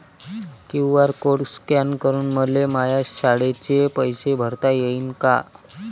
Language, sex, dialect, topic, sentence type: Marathi, male, Varhadi, banking, question